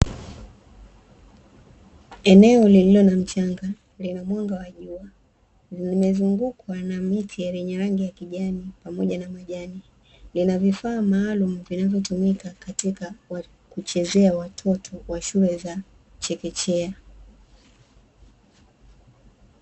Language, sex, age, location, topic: Swahili, female, 25-35, Dar es Salaam, education